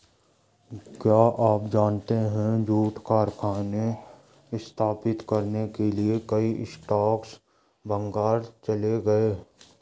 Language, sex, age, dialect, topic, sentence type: Hindi, male, 56-60, Garhwali, agriculture, statement